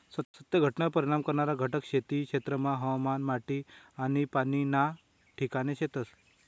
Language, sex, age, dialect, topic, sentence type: Marathi, male, 25-30, Northern Konkan, agriculture, statement